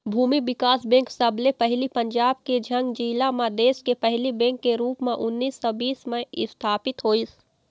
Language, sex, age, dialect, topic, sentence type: Chhattisgarhi, female, 18-24, Eastern, banking, statement